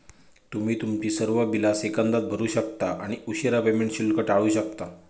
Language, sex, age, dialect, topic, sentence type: Marathi, male, 18-24, Southern Konkan, banking, statement